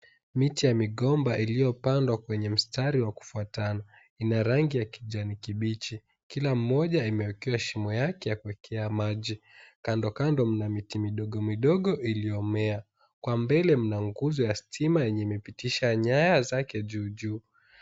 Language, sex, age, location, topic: Swahili, male, 18-24, Mombasa, agriculture